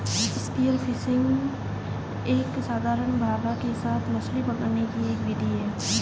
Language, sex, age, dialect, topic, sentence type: Hindi, female, 18-24, Marwari Dhudhari, agriculture, statement